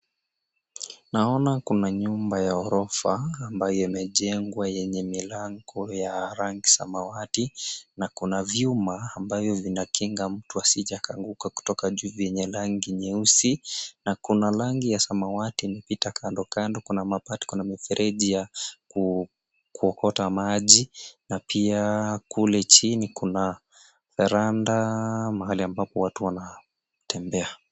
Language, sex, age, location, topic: Swahili, male, 25-35, Nairobi, education